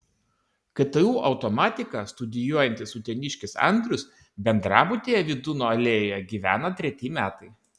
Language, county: Lithuanian, Kaunas